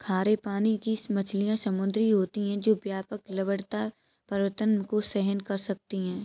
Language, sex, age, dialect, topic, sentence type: Hindi, male, 18-24, Kanauji Braj Bhasha, agriculture, statement